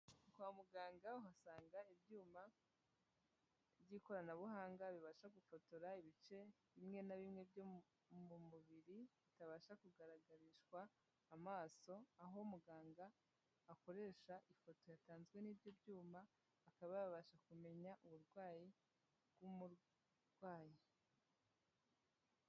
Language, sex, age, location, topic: Kinyarwanda, female, 18-24, Huye, health